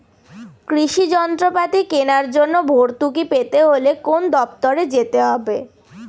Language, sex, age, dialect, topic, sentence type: Bengali, female, 18-24, Northern/Varendri, agriculture, question